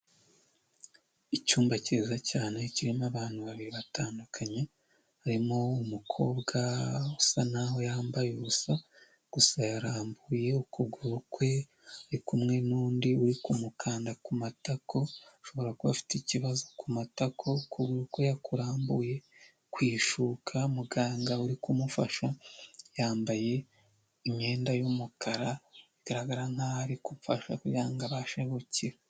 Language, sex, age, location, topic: Kinyarwanda, male, 25-35, Huye, health